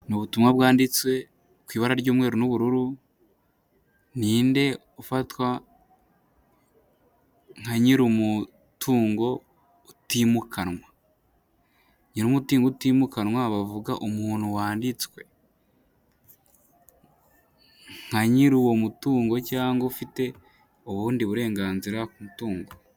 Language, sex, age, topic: Kinyarwanda, male, 18-24, government